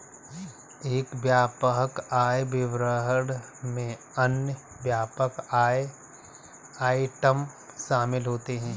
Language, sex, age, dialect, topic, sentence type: Hindi, male, 31-35, Kanauji Braj Bhasha, banking, statement